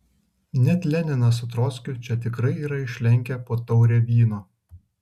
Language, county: Lithuanian, Kaunas